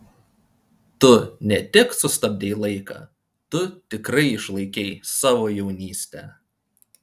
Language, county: Lithuanian, Panevėžys